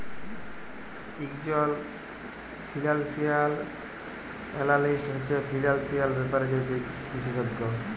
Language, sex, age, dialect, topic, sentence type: Bengali, male, 18-24, Jharkhandi, banking, statement